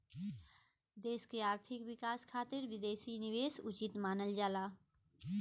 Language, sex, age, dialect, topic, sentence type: Bhojpuri, female, 41-45, Western, banking, statement